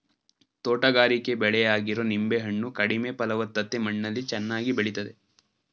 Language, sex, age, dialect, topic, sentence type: Kannada, male, 18-24, Mysore Kannada, agriculture, statement